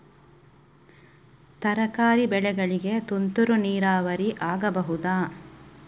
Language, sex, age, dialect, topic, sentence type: Kannada, female, 31-35, Coastal/Dakshin, agriculture, question